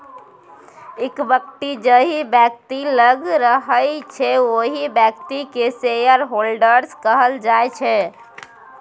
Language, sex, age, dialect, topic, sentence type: Maithili, female, 18-24, Bajjika, banking, statement